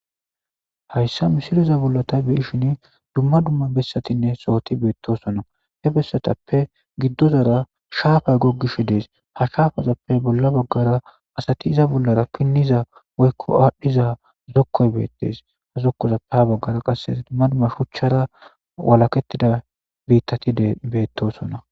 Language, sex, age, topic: Gamo, male, 25-35, agriculture